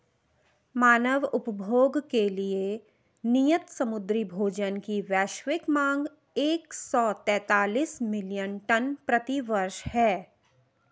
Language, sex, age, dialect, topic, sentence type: Hindi, female, 31-35, Marwari Dhudhari, agriculture, statement